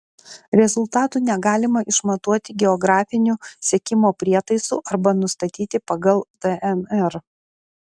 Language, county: Lithuanian, Klaipėda